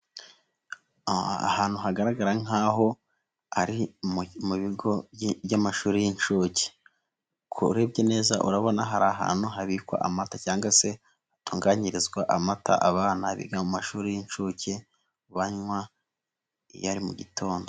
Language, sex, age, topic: Kinyarwanda, male, 18-24, education